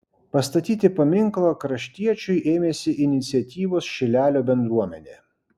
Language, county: Lithuanian, Kaunas